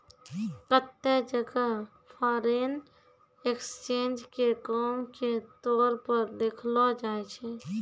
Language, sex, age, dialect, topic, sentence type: Maithili, female, 25-30, Angika, banking, statement